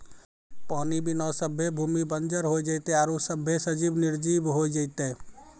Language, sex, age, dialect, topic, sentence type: Maithili, male, 36-40, Angika, agriculture, statement